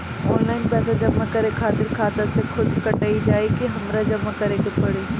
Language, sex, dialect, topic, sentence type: Bhojpuri, female, Northern, banking, question